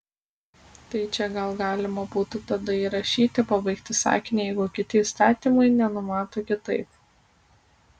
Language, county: Lithuanian, Kaunas